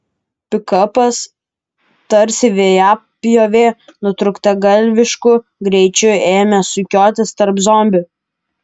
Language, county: Lithuanian, Kaunas